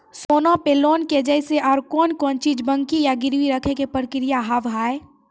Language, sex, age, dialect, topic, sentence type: Maithili, female, 46-50, Angika, banking, question